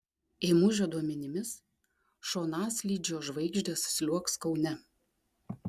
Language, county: Lithuanian, Klaipėda